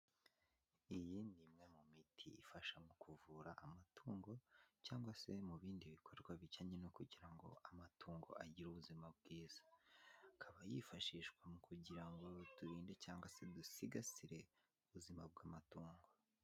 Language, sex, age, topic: Kinyarwanda, male, 18-24, agriculture